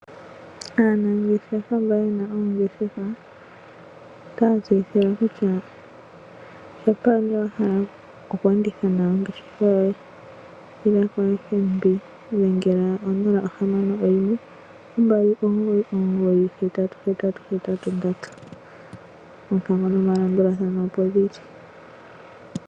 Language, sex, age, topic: Oshiwambo, female, 25-35, finance